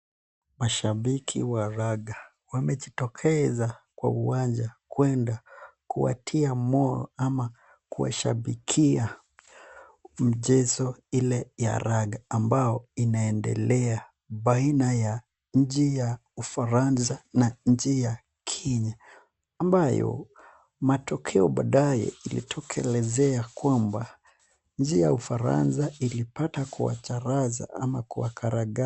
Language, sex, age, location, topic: Swahili, male, 25-35, Nakuru, government